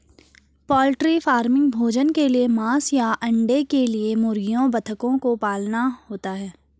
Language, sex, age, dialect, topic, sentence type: Hindi, female, 31-35, Garhwali, agriculture, statement